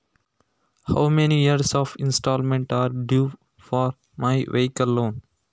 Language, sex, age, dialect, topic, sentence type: Kannada, male, 18-24, Coastal/Dakshin, banking, question